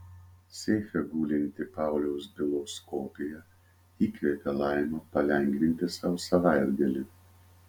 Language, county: Lithuanian, Vilnius